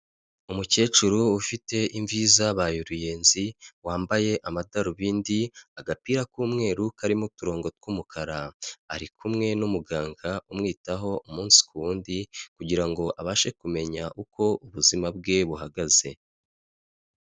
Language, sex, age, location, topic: Kinyarwanda, male, 25-35, Kigali, health